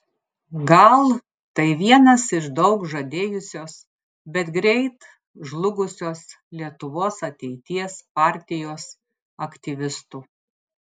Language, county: Lithuanian, Klaipėda